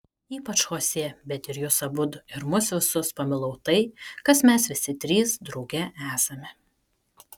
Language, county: Lithuanian, Kaunas